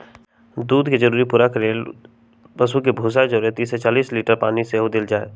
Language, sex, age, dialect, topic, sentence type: Magahi, male, 18-24, Western, agriculture, statement